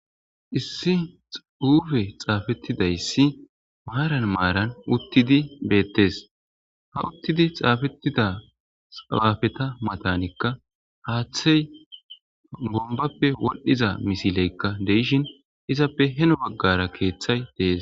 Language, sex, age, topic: Gamo, male, 25-35, government